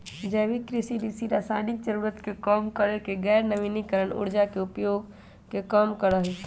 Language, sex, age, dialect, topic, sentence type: Magahi, male, 18-24, Western, agriculture, statement